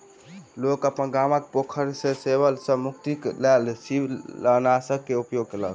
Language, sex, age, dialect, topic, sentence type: Maithili, male, 18-24, Southern/Standard, agriculture, statement